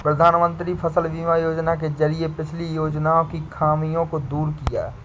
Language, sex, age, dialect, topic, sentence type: Hindi, male, 56-60, Awadhi Bundeli, agriculture, statement